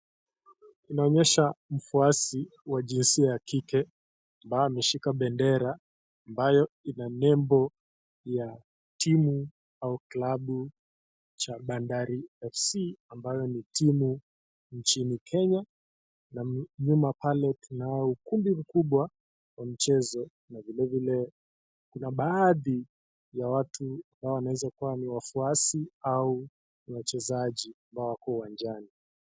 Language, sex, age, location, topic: Swahili, male, 25-35, Kisii, government